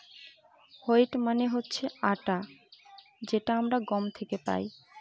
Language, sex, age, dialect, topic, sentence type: Bengali, female, 25-30, Northern/Varendri, agriculture, statement